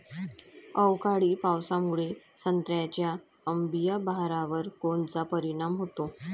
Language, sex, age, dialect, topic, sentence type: Marathi, female, 25-30, Varhadi, agriculture, question